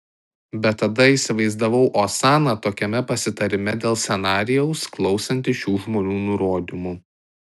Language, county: Lithuanian, Tauragė